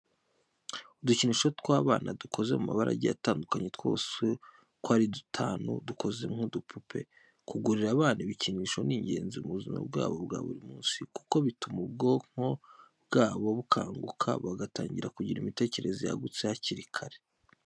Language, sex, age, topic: Kinyarwanda, male, 25-35, education